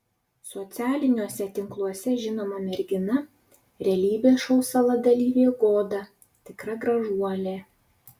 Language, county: Lithuanian, Utena